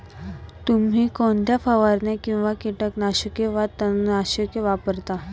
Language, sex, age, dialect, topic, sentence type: Marathi, female, 18-24, Standard Marathi, agriculture, question